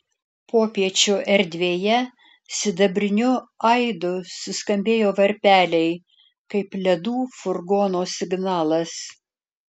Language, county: Lithuanian, Alytus